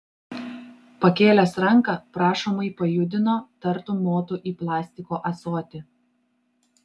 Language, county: Lithuanian, Klaipėda